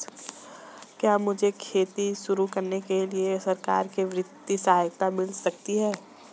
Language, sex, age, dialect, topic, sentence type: Hindi, male, 18-24, Marwari Dhudhari, agriculture, question